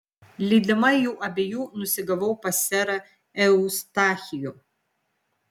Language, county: Lithuanian, Vilnius